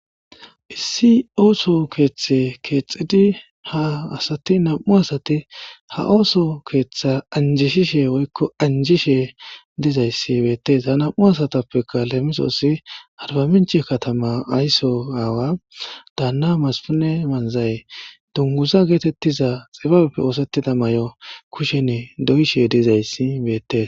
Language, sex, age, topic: Gamo, male, 25-35, government